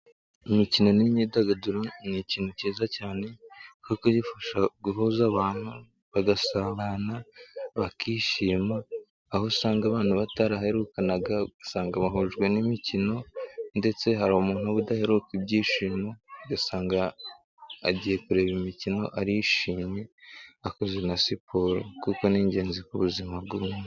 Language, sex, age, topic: Kinyarwanda, male, 18-24, government